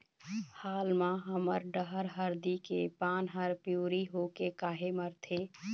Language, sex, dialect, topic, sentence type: Chhattisgarhi, female, Eastern, agriculture, question